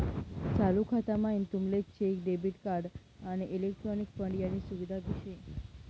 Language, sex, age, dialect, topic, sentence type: Marathi, female, 18-24, Northern Konkan, banking, statement